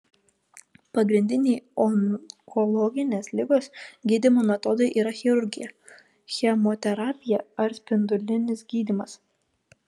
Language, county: Lithuanian, Kaunas